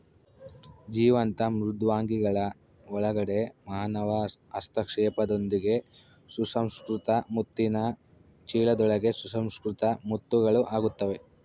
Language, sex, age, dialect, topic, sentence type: Kannada, male, 25-30, Central, agriculture, statement